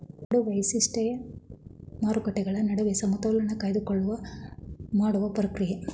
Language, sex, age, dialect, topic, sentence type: Kannada, male, 46-50, Mysore Kannada, banking, statement